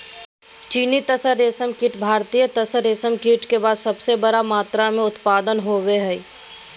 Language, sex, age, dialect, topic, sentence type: Magahi, female, 18-24, Southern, agriculture, statement